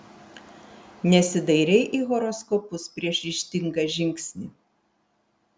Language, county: Lithuanian, Vilnius